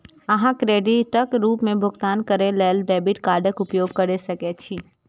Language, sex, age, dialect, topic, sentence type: Maithili, female, 25-30, Eastern / Thethi, banking, statement